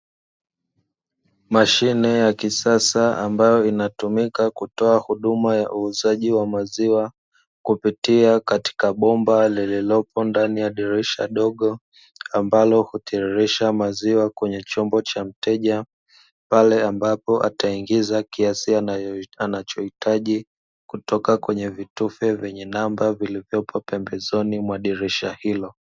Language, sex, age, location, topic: Swahili, male, 25-35, Dar es Salaam, finance